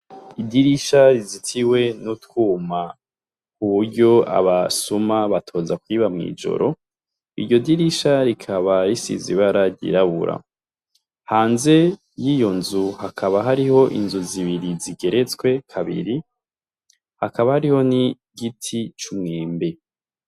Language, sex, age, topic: Rundi, male, 25-35, education